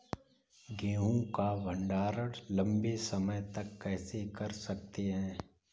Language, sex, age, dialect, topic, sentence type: Hindi, male, 18-24, Kanauji Braj Bhasha, agriculture, question